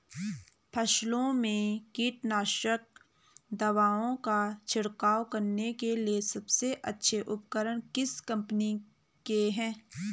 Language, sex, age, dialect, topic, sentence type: Hindi, female, 25-30, Garhwali, agriculture, question